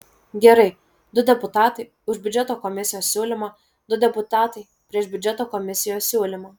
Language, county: Lithuanian, Vilnius